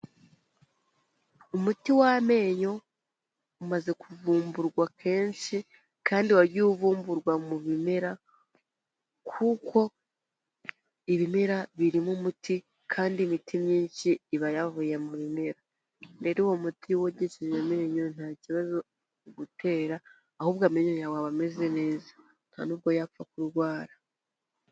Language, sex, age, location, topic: Kinyarwanda, female, 25-35, Kigali, health